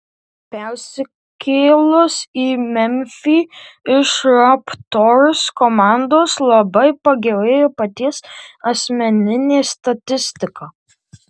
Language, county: Lithuanian, Tauragė